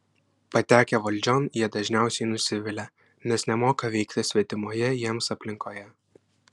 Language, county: Lithuanian, Klaipėda